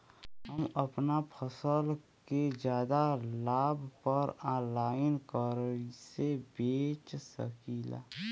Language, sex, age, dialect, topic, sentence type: Bhojpuri, male, 18-24, Western, agriculture, question